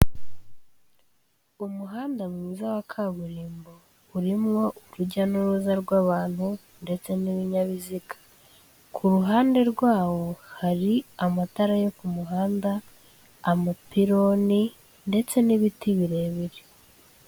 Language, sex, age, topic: Kinyarwanda, female, 18-24, government